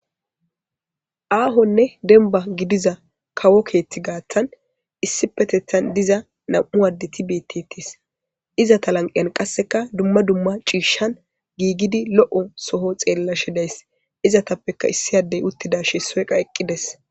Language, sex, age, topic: Gamo, female, 18-24, government